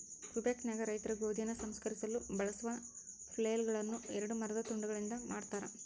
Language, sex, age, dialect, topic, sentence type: Kannada, male, 60-100, Central, agriculture, statement